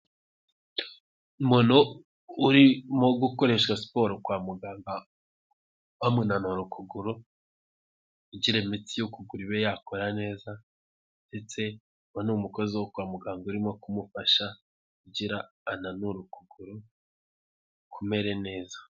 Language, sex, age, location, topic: Kinyarwanda, male, 18-24, Huye, health